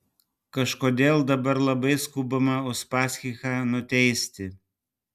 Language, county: Lithuanian, Panevėžys